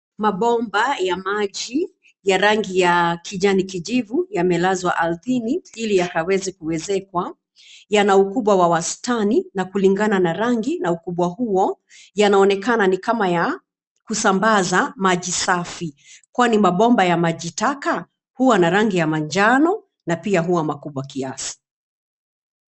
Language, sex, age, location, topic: Swahili, female, 36-49, Nairobi, government